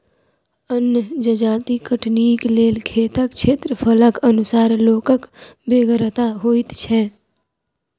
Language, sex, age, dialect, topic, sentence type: Maithili, female, 41-45, Southern/Standard, agriculture, statement